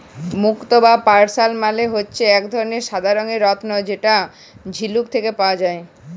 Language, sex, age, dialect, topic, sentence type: Bengali, male, 18-24, Jharkhandi, agriculture, statement